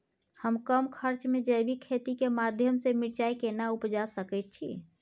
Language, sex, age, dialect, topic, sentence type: Maithili, female, 31-35, Bajjika, agriculture, question